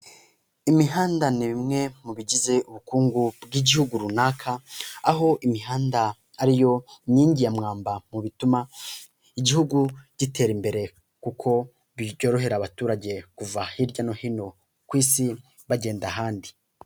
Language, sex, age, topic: Kinyarwanda, male, 18-24, government